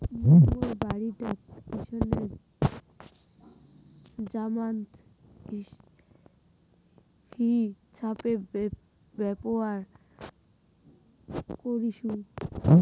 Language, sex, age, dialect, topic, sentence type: Bengali, female, 18-24, Rajbangshi, banking, statement